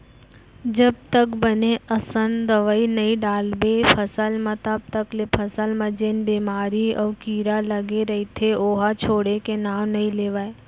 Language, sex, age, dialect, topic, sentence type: Chhattisgarhi, female, 25-30, Central, agriculture, statement